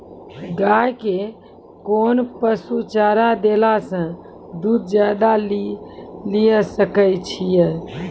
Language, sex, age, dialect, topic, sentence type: Maithili, female, 18-24, Angika, agriculture, question